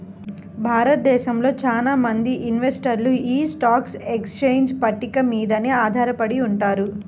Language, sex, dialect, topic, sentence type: Telugu, female, Central/Coastal, banking, statement